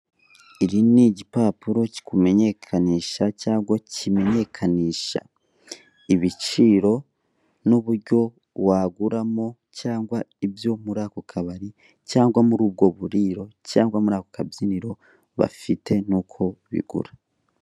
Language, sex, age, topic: Kinyarwanda, male, 18-24, finance